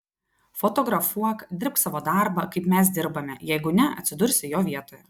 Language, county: Lithuanian, Telšiai